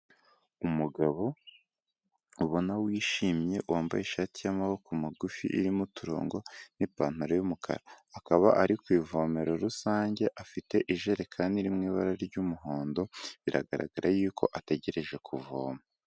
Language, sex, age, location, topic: Kinyarwanda, male, 18-24, Kigali, health